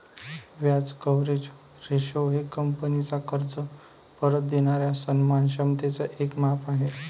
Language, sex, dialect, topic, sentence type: Marathi, male, Varhadi, banking, statement